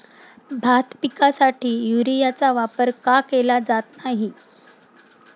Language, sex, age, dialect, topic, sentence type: Marathi, female, 31-35, Standard Marathi, agriculture, question